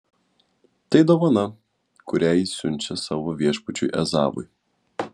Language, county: Lithuanian, Kaunas